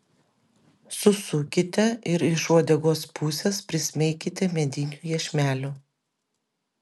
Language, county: Lithuanian, Vilnius